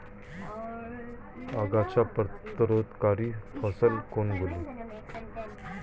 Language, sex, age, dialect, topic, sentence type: Bengali, male, 36-40, Standard Colloquial, agriculture, question